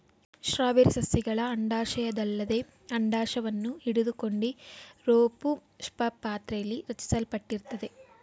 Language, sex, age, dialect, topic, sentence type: Kannada, female, 18-24, Mysore Kannada, agriculture, statement